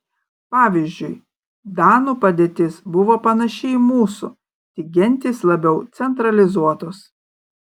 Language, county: Lithuanian, Kaunas